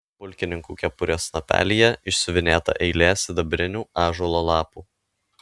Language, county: Lithuanian, Alytus